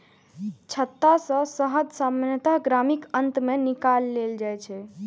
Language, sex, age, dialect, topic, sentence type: Maithili, female, 18-24, Eastern / Thethi, agriculture, statement